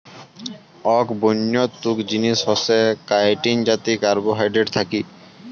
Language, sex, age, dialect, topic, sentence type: Bengali, male, 18-24, Rajbangshi, agriculture, statement